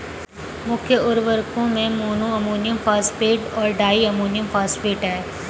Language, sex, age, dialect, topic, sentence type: Hindi, female, 18-24, Kanauji Braj Bhasha, agriculture, statement